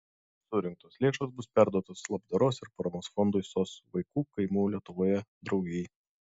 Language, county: Lithuanian, Šiauliai